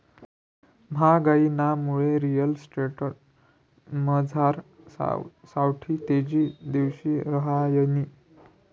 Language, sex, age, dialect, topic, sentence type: Marathi, male, 56-60, Northern Konkan, banking, statement